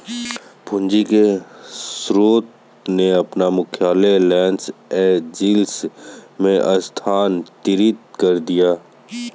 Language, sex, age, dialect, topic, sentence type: Hindi, male, 18-24, Kanauji Braj Bhasha, banking, statement